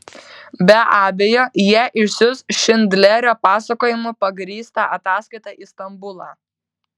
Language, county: Lithuanian, Vilnius